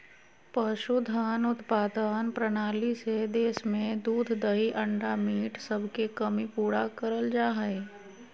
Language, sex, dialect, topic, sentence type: Magahi, female, Southern, agriculture, statement